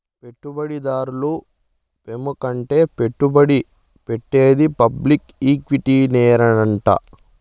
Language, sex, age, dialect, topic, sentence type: Telugu, male, 25-30, Southern, banking, statement